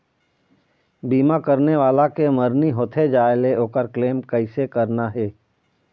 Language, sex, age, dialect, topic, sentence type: Chhattisgarhi, male, 25-30, Eastern, banking, question